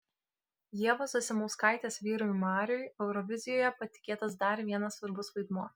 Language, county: Lithuanian, Kaunas